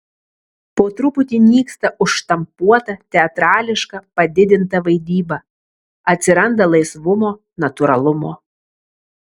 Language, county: Lithuanian, Marijampolė